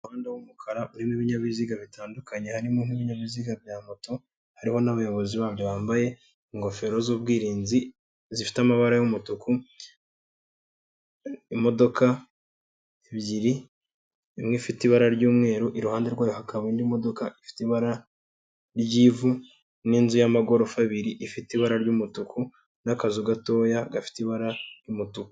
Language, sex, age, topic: Kinyarwanda, male, 18-24, government